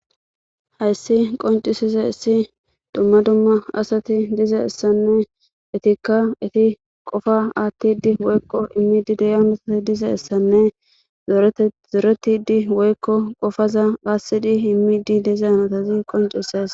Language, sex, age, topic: Gamo, female, 18-24, government